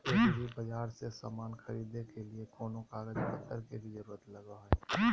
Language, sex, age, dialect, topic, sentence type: Magahi, male, 31-35, Southern, agriculture, question